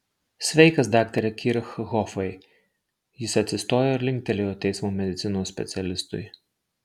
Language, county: Lithuanian, Marijampolė